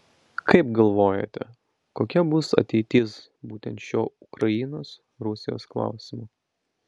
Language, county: Lithuanian, Vilnius